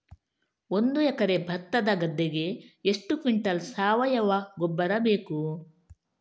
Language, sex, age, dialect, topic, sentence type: Kannada, female, 31-35, Coastal/Dakshin, agriculture, question